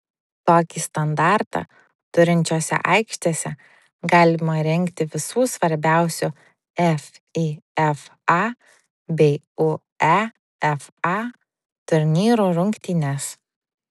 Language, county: Lithuanian, Vilnius